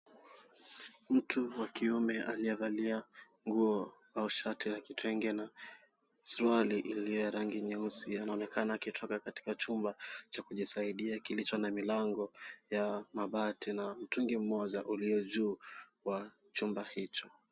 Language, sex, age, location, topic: Swahili, male, 18-24, Kisumu, health